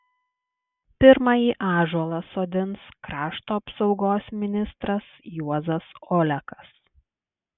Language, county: Lithuanian, Klaipėda